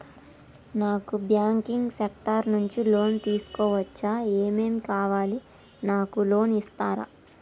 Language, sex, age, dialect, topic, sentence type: Telugu, female, 25-30, Telangana, banking, question